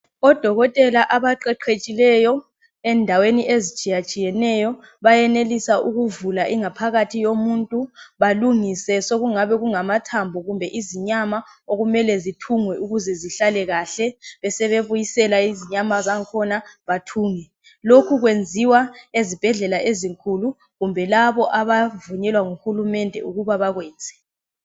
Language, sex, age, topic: North Ndebele, female, 25-35, health